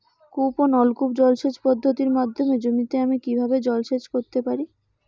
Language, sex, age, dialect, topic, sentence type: Bengali, female, 18-24, Rajbangshi, agriculture, question